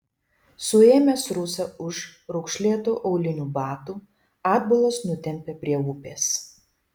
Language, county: Lithuanian, Šiauliai